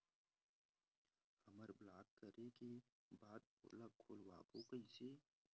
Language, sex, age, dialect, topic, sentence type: Chhattisgarhi, male, 18-24, Western/Budati/Khatahi, banking, question